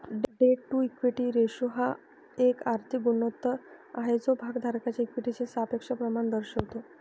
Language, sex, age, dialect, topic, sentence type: Marathi, female, 51-55, Northern Konkan, banking, statement